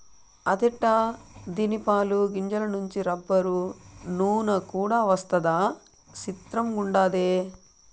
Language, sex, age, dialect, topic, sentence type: Telugu, female, 31-35, Southern, agriculture, statement